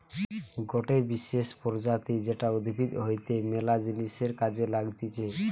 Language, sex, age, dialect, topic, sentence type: Bengali, male, 18-24, Western, agriculture, statement